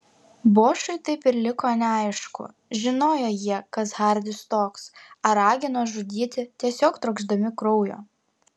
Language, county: Lithuanian, Klaipėda